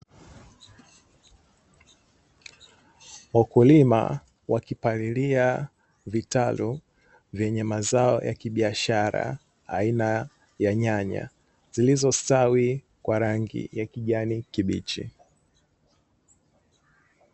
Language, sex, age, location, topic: Swahili, male, 25-35, Dar es Salaam, agriculture